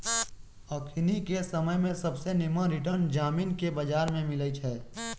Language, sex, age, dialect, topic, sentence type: Magahi, male, 31-35, Western, banking, statement